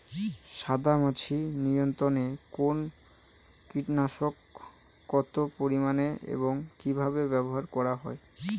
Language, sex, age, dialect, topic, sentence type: Bengali, male, 18-24, Rajbangshi, agriculture, question